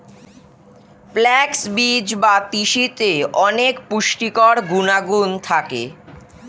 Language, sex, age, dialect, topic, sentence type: Bengali, male, 46-50, Standard Colloquial, agriculture, statement